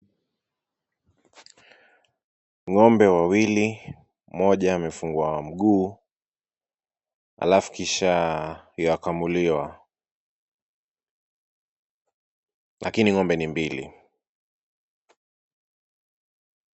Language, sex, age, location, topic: Swahili, male, 18-24, Kisumu, agriculture